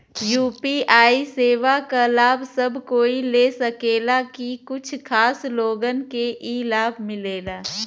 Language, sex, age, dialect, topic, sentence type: Bhojpuri, female, 25-30, Western, banking, question